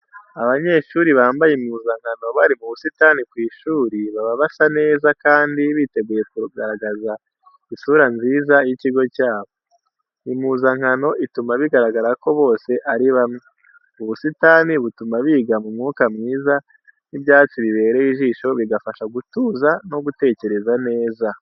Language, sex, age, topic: Kinyarwanda, male, 18-24, education